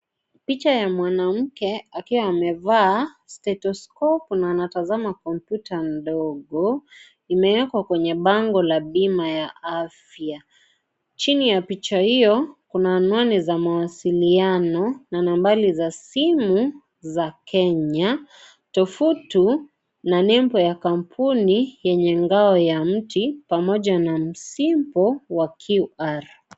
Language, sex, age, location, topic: Swahili, female, 25-35, Kisii, finance